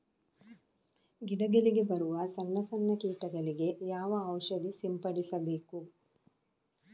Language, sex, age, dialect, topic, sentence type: Kannada, female, 25-30, Coastal/Dakshin, agriculture, question